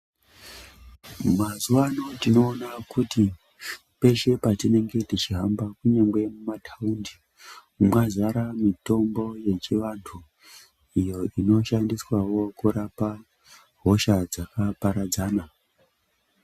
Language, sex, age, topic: Ndau, male, 18-24, health